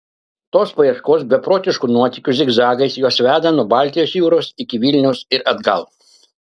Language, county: Lithuanian, Kaunas